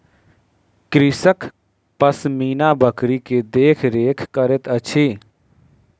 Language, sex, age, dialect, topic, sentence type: Maithili, male, 31-35, Southern/Standard, agriculture, statement